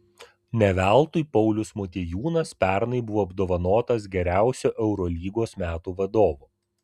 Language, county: Lithuanian, Vilnius